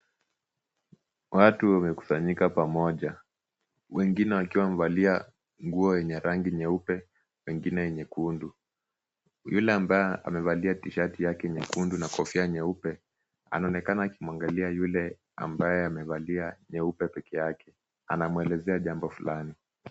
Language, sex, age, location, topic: Swahili, male, 18-24, Kisumu, agriculture